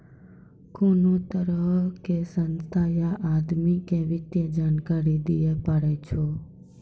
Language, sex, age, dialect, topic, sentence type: Maithili, female, 18-24, Angika, banking, statement